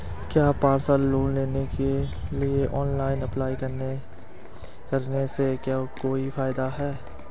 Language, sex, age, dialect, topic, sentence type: Hindi, male, 18-24, Hindustani Malvi Khadi Boli, banking, question